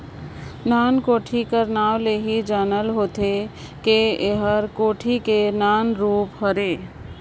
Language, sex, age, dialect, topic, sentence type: Chhattisgarhi, female, 56-60, Northern/Bhandar, agriculture, statement